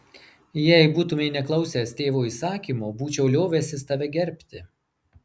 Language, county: Lithuanian, Marijampolė